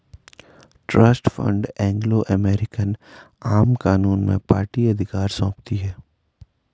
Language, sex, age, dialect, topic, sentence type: Hindi, male, 41-45, Garhwali, banking, statement